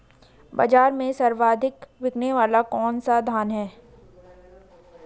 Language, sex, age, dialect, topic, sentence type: Hindi, female, 18-24, Garhwali, agriculture, question